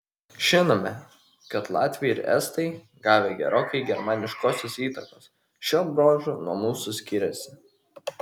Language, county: Lithuanian, Kaunas